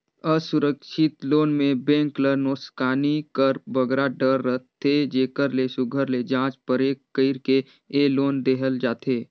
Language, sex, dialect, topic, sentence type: Chhattisgarhi, male, Northern/Bhandar, banking, statement